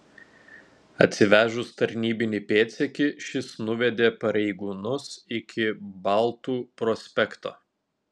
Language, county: Lithuanian, Telšiai